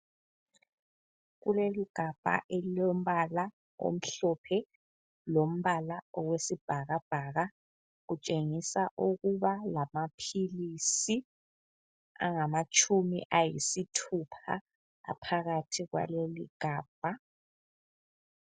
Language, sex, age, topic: North Ndebele, female, 25-35, health